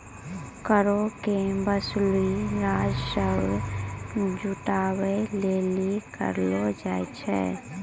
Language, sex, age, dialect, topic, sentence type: Maithili, female, 18-24, Angika, banking, statement